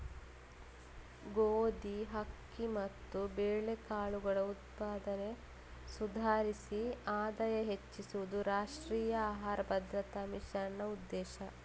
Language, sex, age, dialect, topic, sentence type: Kannada, female, 36-40, Coastal/Dakshin, agriculture, statement